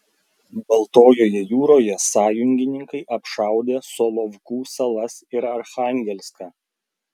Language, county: Lithuanian, Klaipėda